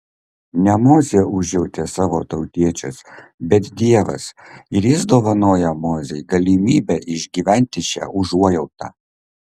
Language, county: Lithuanian, Kaunas